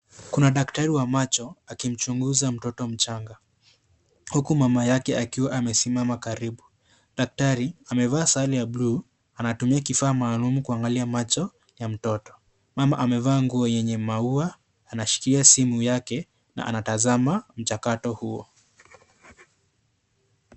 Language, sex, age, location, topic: Swahili, male, 25-35, Kisii, health